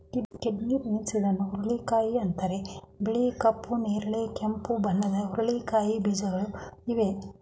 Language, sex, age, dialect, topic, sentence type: Kannada, male, 46-50, Mysore Kannada, agriculture, statement